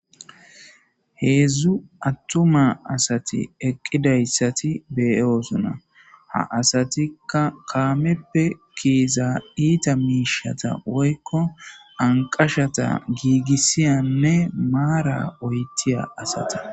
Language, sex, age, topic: Gamo, female, 18-24, government